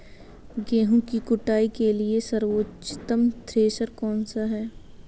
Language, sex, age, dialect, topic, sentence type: Hindi, female, 25-30, Kanauji Braj Bhasha, agriculture, question